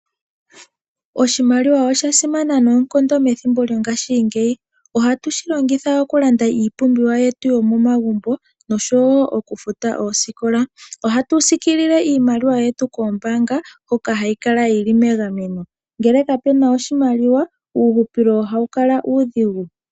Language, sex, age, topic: Oshiwambo, female, 18-24, finance